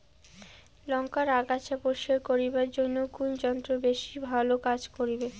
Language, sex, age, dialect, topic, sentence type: Bengali, female, 31-35, Rajbangshi, agriculture, question